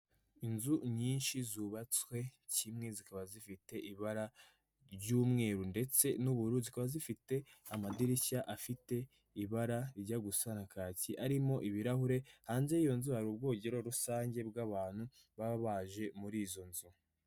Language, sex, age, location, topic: Kinyarwanda, male, 18-24, Nyagatare, finance